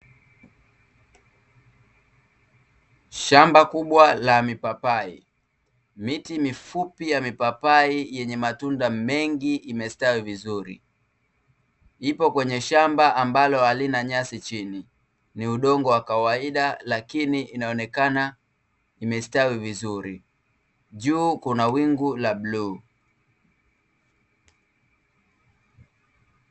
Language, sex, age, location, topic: Swahili, male, 25-35, Dar es Salaam, agriculture